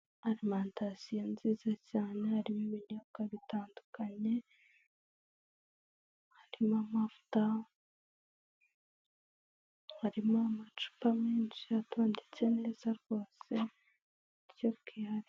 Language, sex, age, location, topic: Kinyarwanda, female, 25-35, Kigali, health